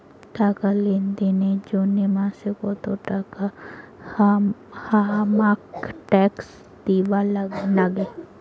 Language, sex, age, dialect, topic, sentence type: Bengali, female, 18-24, Rajbangshi, banking, question